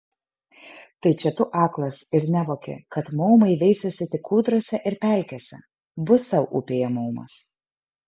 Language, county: Lithuanian, Kaunas